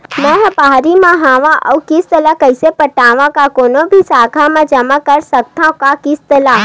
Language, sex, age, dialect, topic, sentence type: Chhattisgarhi, female, 25-30, Western/Budati/Khatahi, banking, question